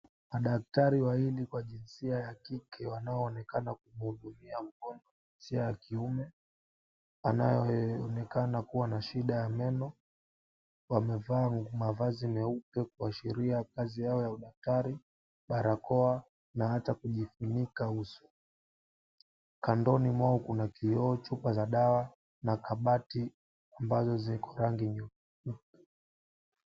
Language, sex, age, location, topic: Swahili, male, 18-24, Mombasa, health